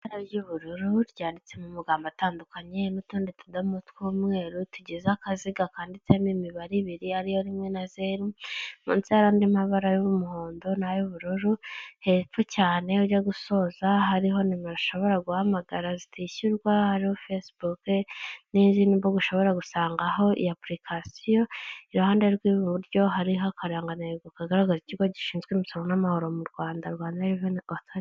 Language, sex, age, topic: Kinyarwanda, female, 25-35, government